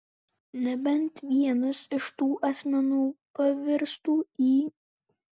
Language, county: Lithuanian, Kaunas